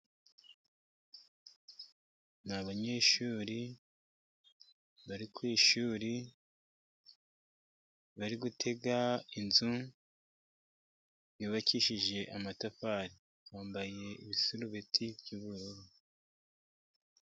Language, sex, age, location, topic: Kinyarwanda, male, 50+, Musanze, education